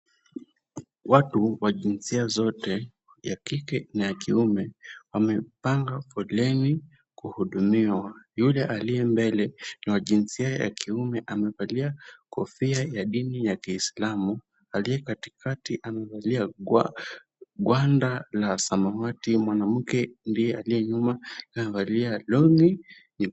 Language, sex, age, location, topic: Swahili, male, 18-24, Kisumu, government